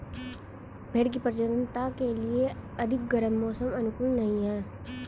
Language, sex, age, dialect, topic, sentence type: Hindi, male, 36-40, Hindustani Malvi Khadi Boli, agriculture, statement